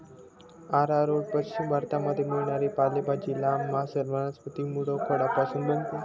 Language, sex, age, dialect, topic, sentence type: Marathi, male, 25-30, Northern Konkan, agriculture, statement